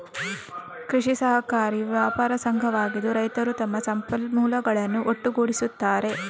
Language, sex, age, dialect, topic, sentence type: Kannada, female, 25-30, Coastal/Dakshin, agriculture, statement